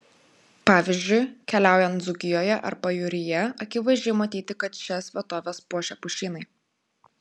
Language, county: Lithuanian, Klaipėda